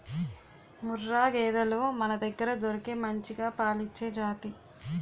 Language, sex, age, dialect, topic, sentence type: Telugu, female, 18-24, Utterandhra, agriculture, statement